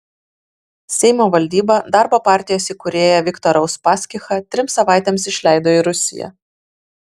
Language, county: Lithuanian, Vilnius